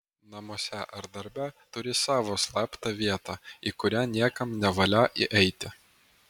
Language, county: Lithuanian, Vilnius